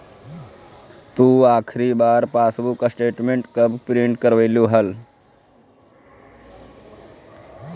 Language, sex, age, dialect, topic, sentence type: Magahi, male, 25-30, Central/Standard, banking, statement